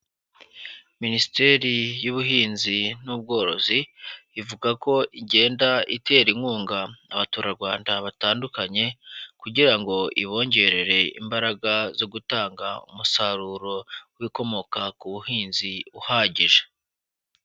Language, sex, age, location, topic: Kinyarwanda, male, 18-24, Huye, agriculture